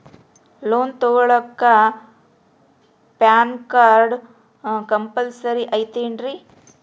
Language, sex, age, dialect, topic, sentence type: Kannada, female, 36-40, Central, banking, question